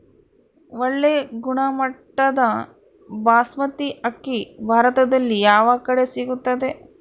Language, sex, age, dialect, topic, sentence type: Kannada, male, 31-35, Central, agriculture, question